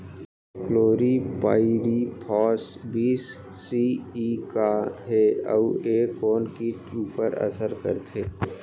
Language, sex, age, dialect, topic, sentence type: Chhattisgarhi, male, 18-24, Central, agriculture, question